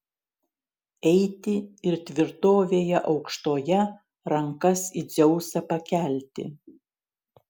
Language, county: Lithuanian, Šiauliai